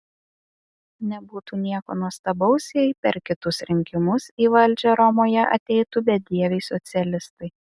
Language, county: Lithuanian, Vilnius